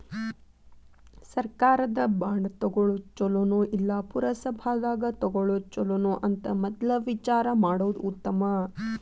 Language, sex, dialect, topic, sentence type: Kannada, female, Dharwad Kannada, banking, statement